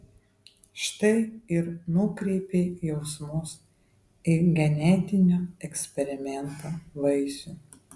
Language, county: Lithuanian, Vilnius